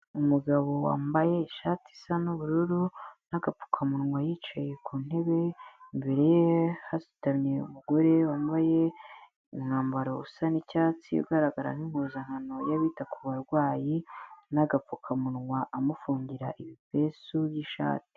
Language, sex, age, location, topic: Kinyarwanda, female, 18-24, Kigali, health